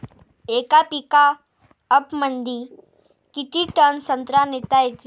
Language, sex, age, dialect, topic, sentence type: Marathi, female, 18-24, Varhadi, agriculture, question